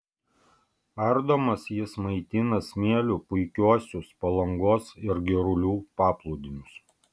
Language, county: Lithuanian, Vilnius